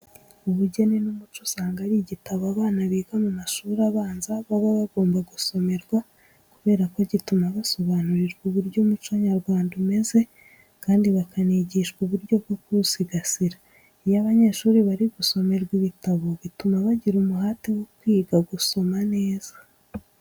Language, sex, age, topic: Kinyarwanda, female, 18-24, education